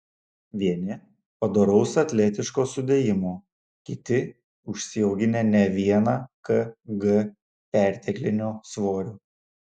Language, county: Lithuanian, Šiauliai